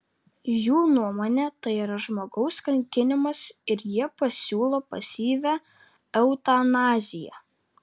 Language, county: Lithuanian, Vilnius